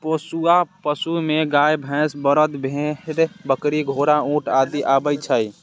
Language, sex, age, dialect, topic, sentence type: Maithili, male, 18-24, Eastern / Thethi, agriculture, statement